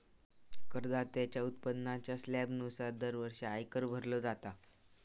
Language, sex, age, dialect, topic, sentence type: Marathi, male, 18-24, Southern Konkan, banking, statement